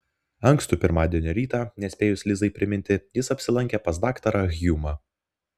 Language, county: Lithuanian, Vilnius